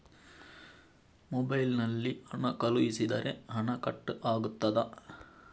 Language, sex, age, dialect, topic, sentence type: Kannada, male, 60-100, Coastal/Dakshin, banking, question